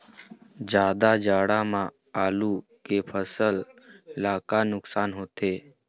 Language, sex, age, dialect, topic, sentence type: Chhattisgarhi, male, 60-100, Eastern, agriculture, question